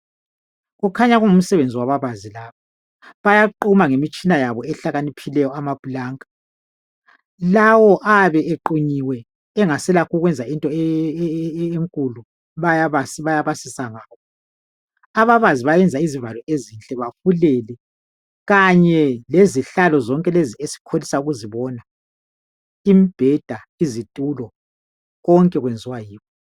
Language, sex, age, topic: North Ndebele, female, 50+, education